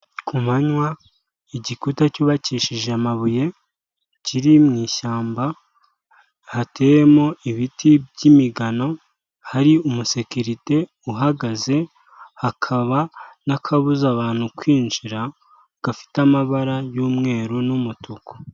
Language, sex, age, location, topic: Kinyarwanda, male, 18-24, Kigali, government